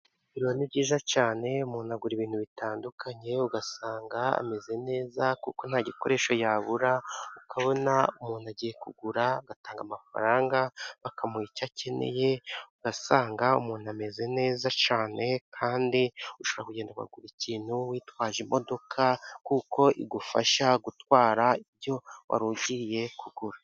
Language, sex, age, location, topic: Kinyarwanda, male, 25-35, Musanze, finance